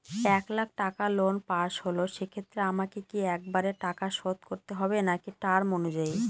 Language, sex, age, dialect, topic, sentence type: Bengali, female, 18-24, Northern/Varendri, banking, question